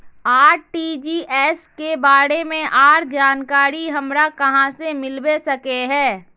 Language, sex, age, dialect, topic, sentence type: Magahi, female, 18-24, Northeastern/Surjapuri, banking, question